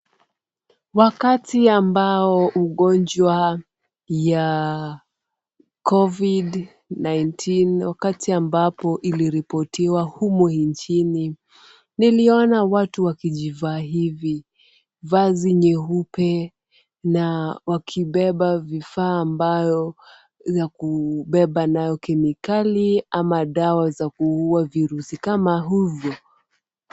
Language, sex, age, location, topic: Swahili, female, 25-35, Kisumu, health